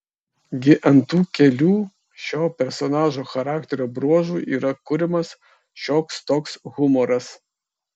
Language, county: Lithuanian, Kaunas